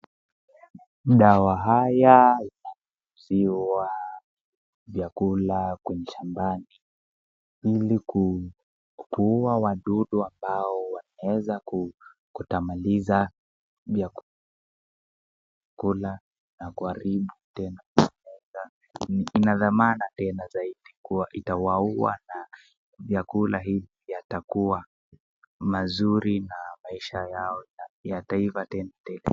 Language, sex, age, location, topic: Swahili, female, 36-49, Nakuru, health